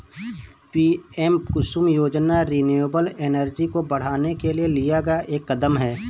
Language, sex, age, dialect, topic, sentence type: Hindi, male, 31-35, Awadhi Bundeli, agriculture, statement